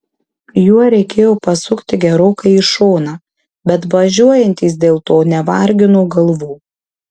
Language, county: Lithuanian, Marijampolė